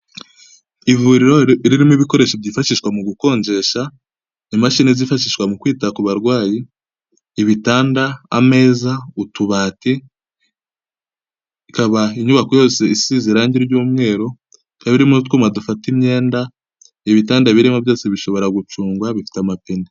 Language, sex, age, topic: Kinyarwanda, male, 18-24, health